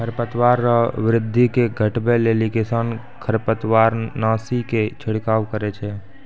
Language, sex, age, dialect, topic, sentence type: Maithili, female, 25-30, Angika, agriculture, statement